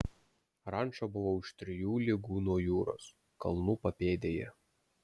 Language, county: Lithuanian, Vilnius